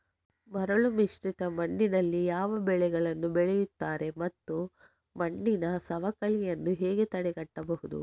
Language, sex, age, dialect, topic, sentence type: Kannada, female, 25-30, Coastal/Dakshin, agriculture, question